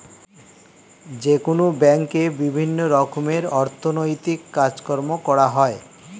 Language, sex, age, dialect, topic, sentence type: Bengali, male, 36-40, Standard Colloquial, banking, statement